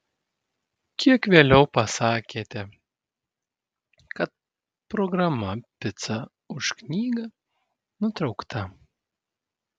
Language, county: Lithuanian, Vilnius